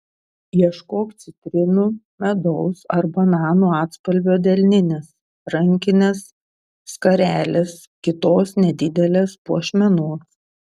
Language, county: Lithuanian, Šiauliai